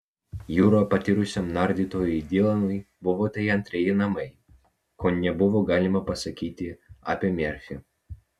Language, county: Lithuanian, Vilnius